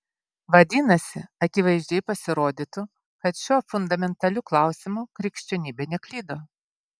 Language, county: Lithuanian, Vilnius